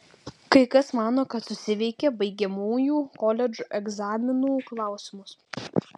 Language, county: Lithuanian, Vilnius